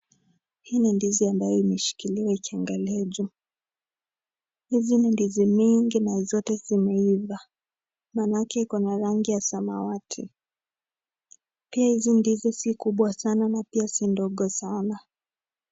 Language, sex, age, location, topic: Swahili, male, 18-24, Nakuru, agriculture